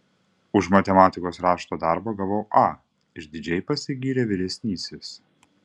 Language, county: Lithuanian, Utena